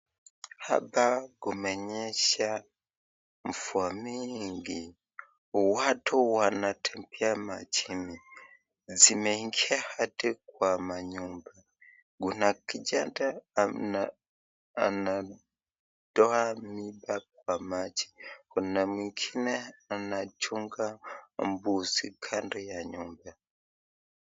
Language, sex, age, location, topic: Swahili, male, 25-35, Nakuru, health